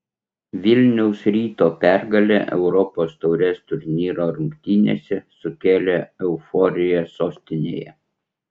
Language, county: Lithuanian, Utena